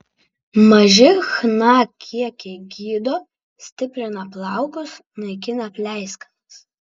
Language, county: Lithuanian, Vilnius